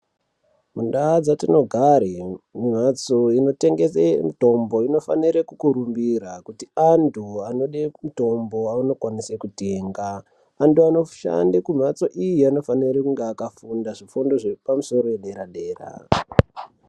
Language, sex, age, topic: Ndau, male, 36-49, health